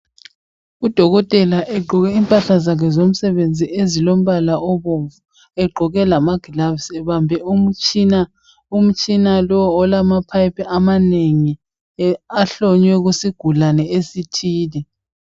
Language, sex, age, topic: North Ndebele, female, 18-24, health